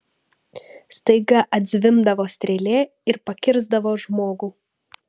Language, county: Lithuanian, Vilnius